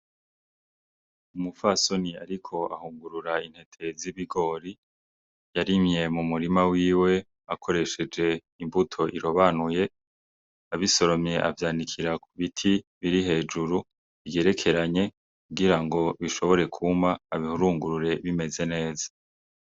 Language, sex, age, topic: Rundi, male, 18-24, agriculture